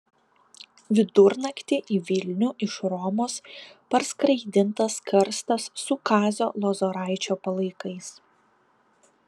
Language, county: Lithuanian, Panevėžys